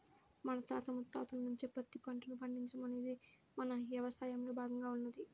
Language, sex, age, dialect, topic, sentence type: Telugu, female, 18-24, Central/Coastal, agriculture, statement